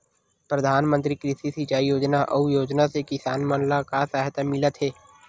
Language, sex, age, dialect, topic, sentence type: Chhattisgarhi, male, 18-24, Western/Budati/Khatahi, agriculture, question